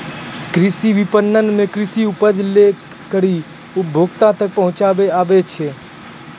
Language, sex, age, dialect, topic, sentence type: Maithili, male, 18-24, Angika, agriculture, statement